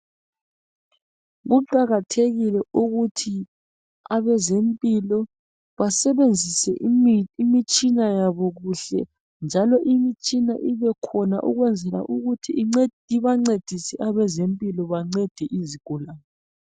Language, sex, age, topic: North Ndebele, male, 36-49, health